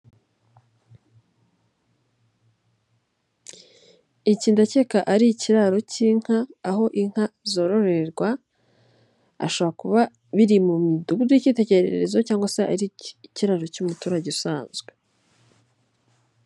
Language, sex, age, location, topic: Kinyarwanda, female, 18-24, Nyagatare, agriculture